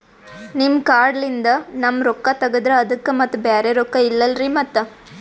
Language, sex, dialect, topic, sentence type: Kannada, female, Northeastern, banking, question